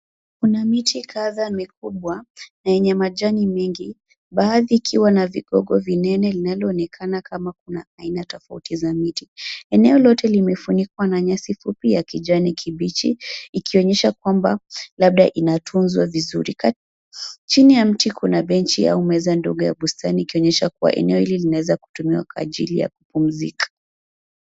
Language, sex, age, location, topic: Swahili, female, 25-35, Nairobi, government